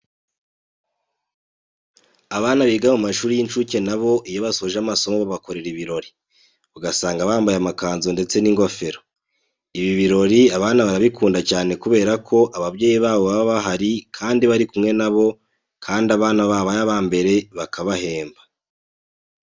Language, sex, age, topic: Kinyarwanda, male, 18-24, education